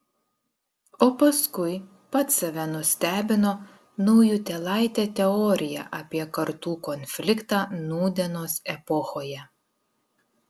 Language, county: Lithuanian, Klaipėda